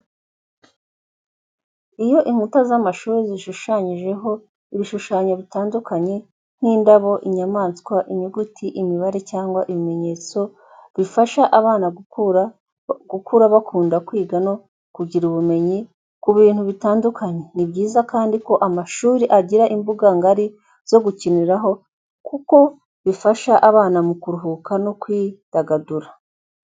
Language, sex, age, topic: Kinyarwanda, female, 25-35, education